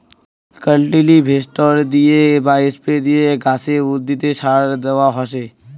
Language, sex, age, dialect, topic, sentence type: Bengali, male, <18, Rajbangshi, agriculture, statement